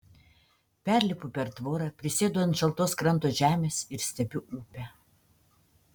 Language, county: Lithuanian, Panevėžys